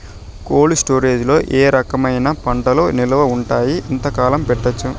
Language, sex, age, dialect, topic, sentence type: Telugu, male, 18-24, Southern, agriculture, question